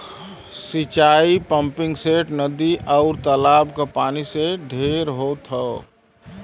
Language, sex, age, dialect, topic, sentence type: Bhojpuri, male, 36-40, Western, agriculture, statement